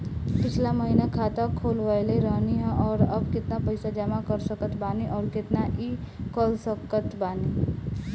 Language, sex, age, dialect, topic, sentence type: Bhojpuri, female, 18-24, Southern / Standard, banking, question